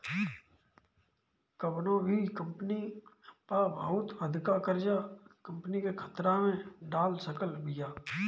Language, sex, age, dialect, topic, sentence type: Bhojpuri, male, 25-30, Northern, banking, statement